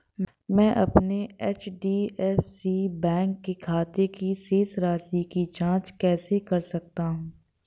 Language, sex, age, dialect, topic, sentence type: Hindi, female, 18-24, Awadhi Bundeli, banking, question